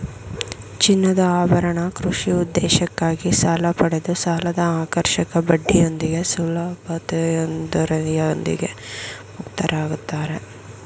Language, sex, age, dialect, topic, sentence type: Kannada, female, 56-60, Mysore Kannada, banking, statement